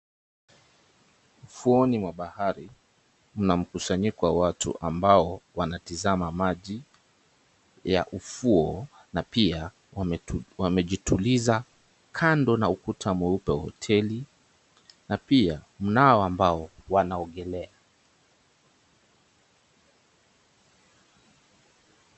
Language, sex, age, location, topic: Swahili, male, 36-49, Mombasa, government